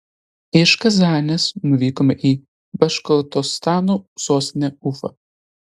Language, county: Lithuanian, Telšiai